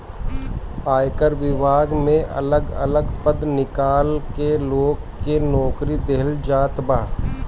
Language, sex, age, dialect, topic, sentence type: Bhojpuri, male, 60-100, Northern, banking, statement